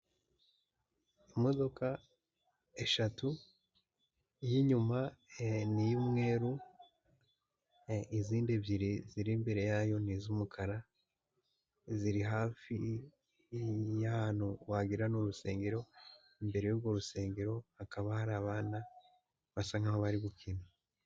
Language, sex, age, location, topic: Kinyarwanda, male, 18-24, Huye, education